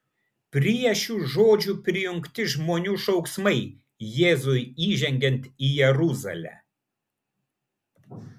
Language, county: Lithuanian, Vilnius